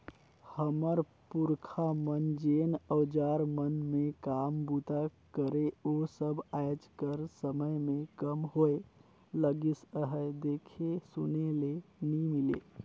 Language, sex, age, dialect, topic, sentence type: Chhattisgarhi, male, 25-30, Northern/Bhandar, agriculture, statement